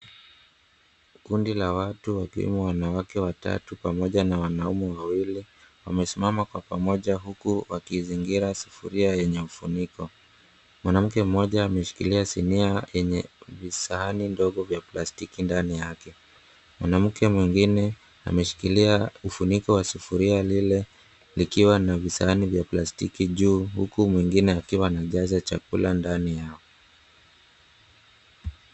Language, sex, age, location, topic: Swahili, male, 18-24, Mombasa, agriculture